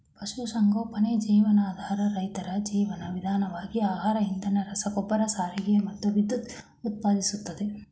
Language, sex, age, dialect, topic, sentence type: Kannada, male, 46-50, Mysore Kannada, agriculture, statement